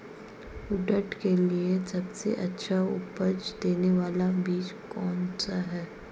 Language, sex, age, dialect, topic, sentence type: Hindi, female, 18-24, Marwari Dhudhari, agriculture, question